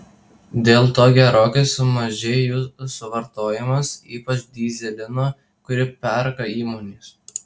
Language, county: Lithuanian, Tauragė